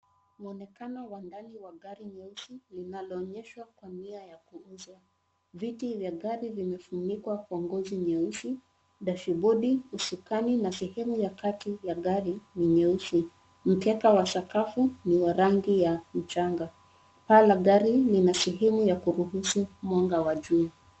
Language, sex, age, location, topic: Swahili, female, 25-35, Nairobi, finance